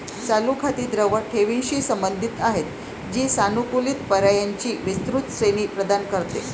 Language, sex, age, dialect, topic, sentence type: Marathi, female, 56-60, Varhadi, banking, statement